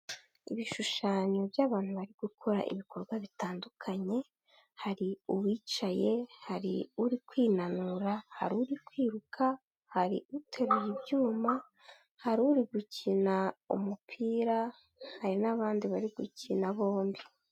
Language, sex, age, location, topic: Kinyarwanda, female, 18-24, Kigali, health